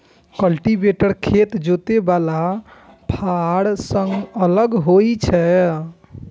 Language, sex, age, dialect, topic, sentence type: Maithili, female, 18-24, Eastern / Thethi, agriculture, statement